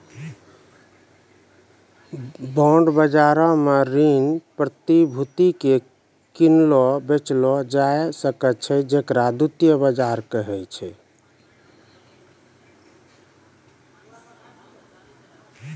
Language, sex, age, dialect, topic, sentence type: Maithili, male, 41-45, Angika, banking, statement